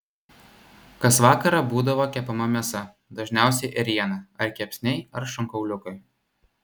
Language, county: Lithuanian, Vilnius